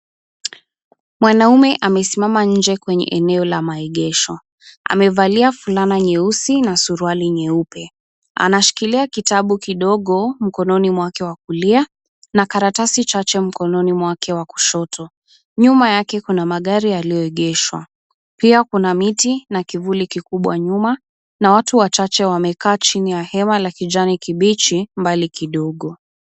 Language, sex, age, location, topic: Swahili, female, 18-24, Kisumu, government